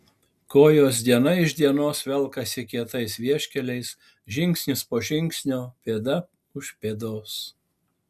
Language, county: Lithuanian, Alytus